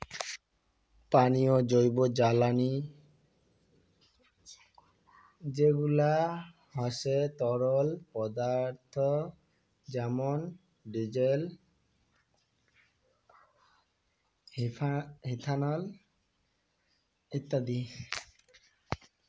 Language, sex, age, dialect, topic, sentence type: Bengali, male, 60-100, Rajbangshi, agriculture, statement